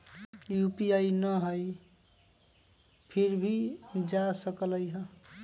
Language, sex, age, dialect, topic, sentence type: Magahi, male, 25-30, Western, banking, question